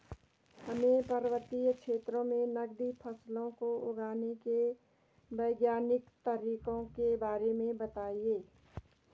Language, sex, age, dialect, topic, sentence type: Hindi, female, 46-50, Garhwali, agriculture, question